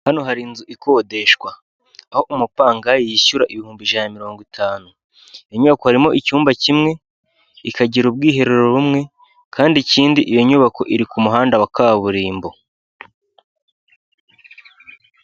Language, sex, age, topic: Kinyarwanda, male, 18-24, finance